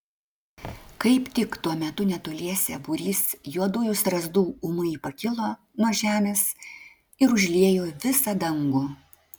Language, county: Lithuanian, Klaipėda